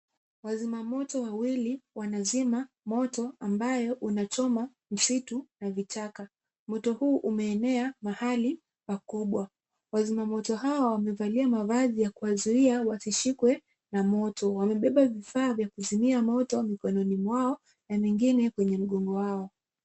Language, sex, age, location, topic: Swahili, female, 18-24, Kisumu, health